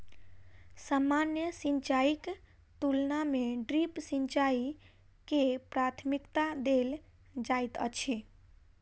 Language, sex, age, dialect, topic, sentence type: Maithili, female, 18-24, Southern/Standard, agriculture, statement